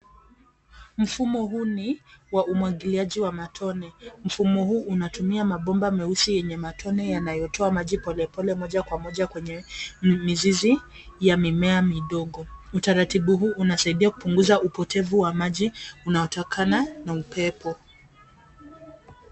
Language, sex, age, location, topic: Swahili, female, 25-35, Nairobi, agriculture